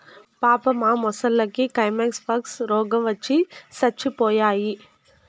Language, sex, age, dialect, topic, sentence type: Telugu, female, 41-45, Southern, agriculture, statement